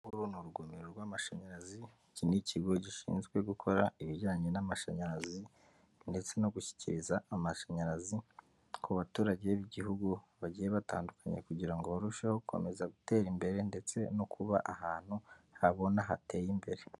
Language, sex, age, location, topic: Kinyarwanda, female, 18-24, Kigali, government